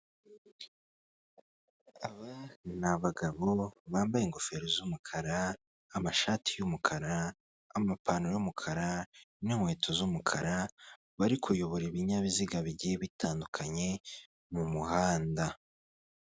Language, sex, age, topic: Kinyarwanda, male, 25-35, government